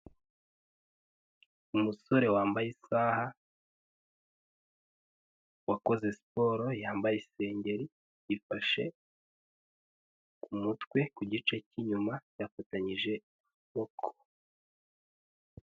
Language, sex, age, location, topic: Kinyarwanda, male, 18-24, Huye, health